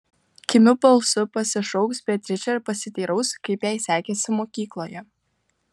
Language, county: Lithuanian, Utena